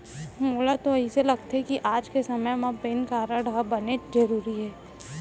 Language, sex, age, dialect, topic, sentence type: Chhattisgarhi, female, 18-24, Central, banking, statement